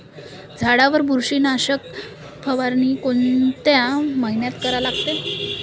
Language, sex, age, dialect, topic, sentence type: Marathi, female, 18-24, Varhadi, agriculture, question